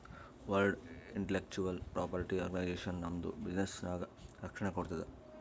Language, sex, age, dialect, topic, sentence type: Kannada, male, 56-60, Northeastern, banking, statement